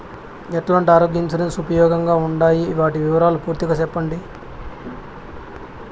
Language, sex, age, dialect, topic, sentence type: Telugu, male, 25-30, Southern, banking, question